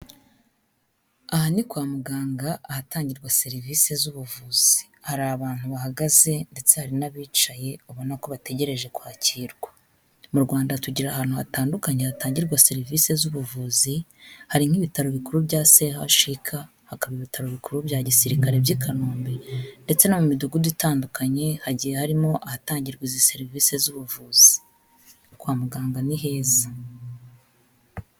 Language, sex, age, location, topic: Kinyarwanda, female, 25-35, Kigali, health